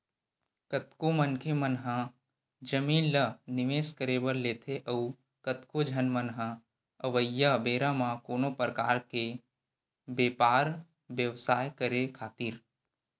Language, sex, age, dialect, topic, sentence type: Chhattisgarhi, male, 18-24, Western/Budati/Khatahi, banking, statement